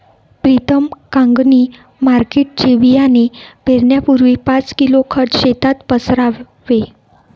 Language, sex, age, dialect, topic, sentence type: Marathi, female, 56-60, Northern Konkan, agriculture, statement